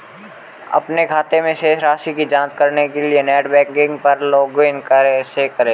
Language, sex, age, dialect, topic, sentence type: Hindi, male, 18-24, Marwari Dhudhari, banking, question